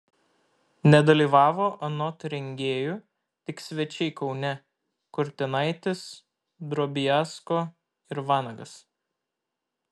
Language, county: Lithuanian, Vilnius